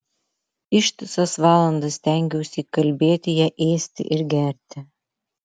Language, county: Lithuanian, Vilnius